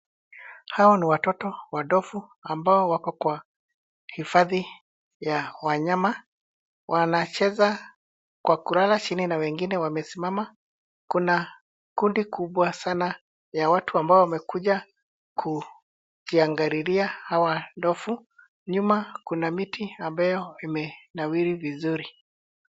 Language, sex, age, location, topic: Swahili, male, 50+, Nairobi, government